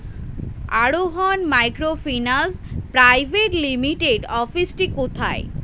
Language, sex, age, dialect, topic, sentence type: Bengali, female, 18-24, Standard Colloquial, banking, question